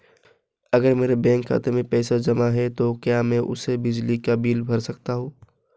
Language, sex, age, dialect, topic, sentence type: Hindi, female, 18-24, Marwari Dhudhari, banking, question